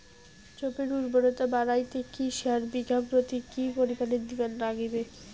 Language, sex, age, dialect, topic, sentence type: Bengali, female, 18-24, Rajbangshi, agriculture, question